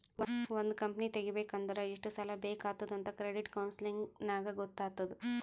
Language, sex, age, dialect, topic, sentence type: Kannada, female, 18-24, Northeastern, banking, statement